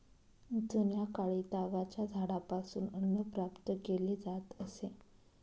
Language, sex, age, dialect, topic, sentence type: Marathi, female, 31-35, Northern Konkan, agriculture, statement